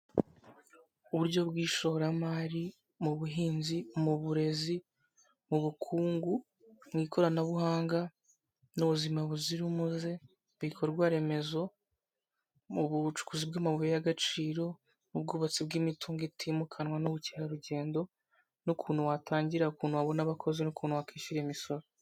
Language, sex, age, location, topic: Kinyarwanda, male, 18-24, Kigali, government